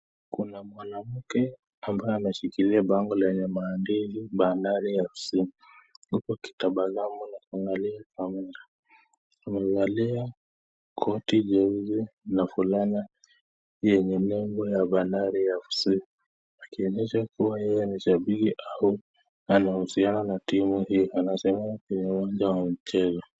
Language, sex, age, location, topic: Swahili, male, 25-35, Nakuru, government